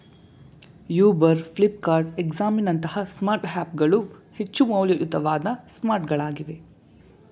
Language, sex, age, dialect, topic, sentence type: Kannada, male, 18-24, Mysore Kannada, banking, statement